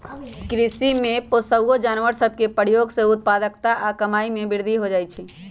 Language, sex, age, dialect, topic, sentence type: Magahi, female, 41-45, Western, agriculture, statement